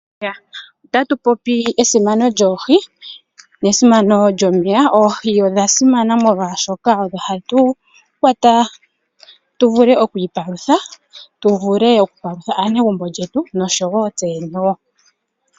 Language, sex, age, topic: Oshiwambo, female, 25-35, agriculture